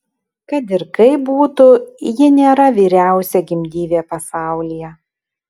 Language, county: Lithuanian, Kaunas